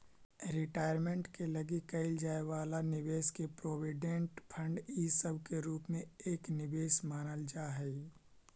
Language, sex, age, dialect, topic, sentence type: Magahi, male, 18-24, Central/Standard, banking, statement